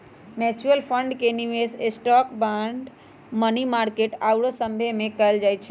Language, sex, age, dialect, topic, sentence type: Magahi, female, 31-35, Western, banking, statement